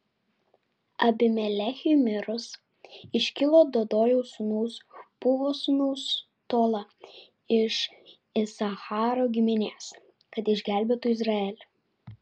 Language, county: Lithuanian, Vilnius